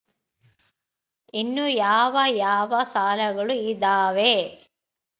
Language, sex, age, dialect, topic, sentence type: Kannada, female, 60-100, Central, banking, question